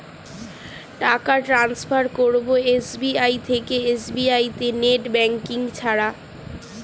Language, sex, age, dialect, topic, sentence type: Bengali, female, 18-24, Standard Colloquial, banking, question